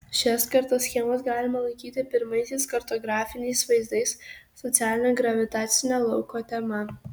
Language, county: Lithuanian, Kaunas